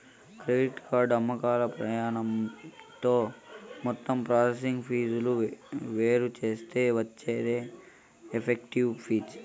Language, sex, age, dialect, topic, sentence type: Telugu, male, 18-24, Southern, banking, statement